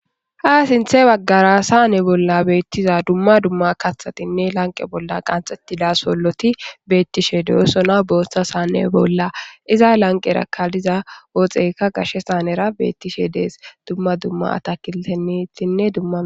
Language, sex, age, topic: Gamo, female, 18-24, government